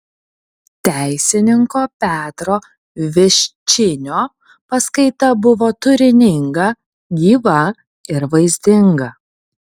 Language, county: Lithuanian, Kaunas